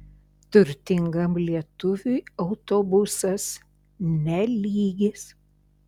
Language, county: Lithuanian, Šiauliai